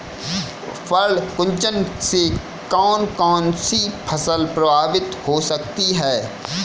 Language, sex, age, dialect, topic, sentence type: Hindi, male, 25-30, Kanauji Braj Bhasha, agriculture, question